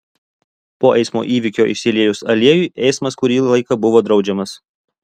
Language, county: Lithuanian, Alytus